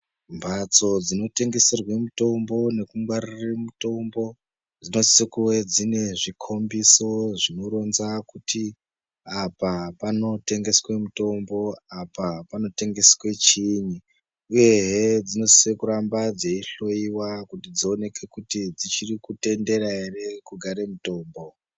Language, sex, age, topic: Ndau, female, 25-35, health